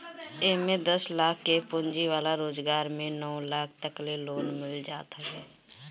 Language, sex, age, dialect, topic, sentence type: Bhojpuri, female, 25-30, Northern, banking, statement